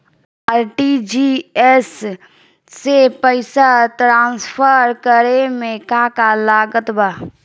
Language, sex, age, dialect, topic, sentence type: Bhojpuri, female, 18-24, Northern, banking, question